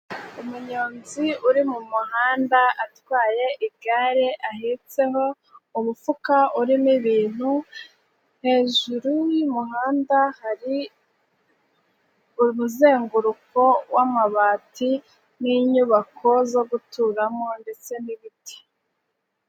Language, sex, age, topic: Kinyarwanda, female, 18-24, finance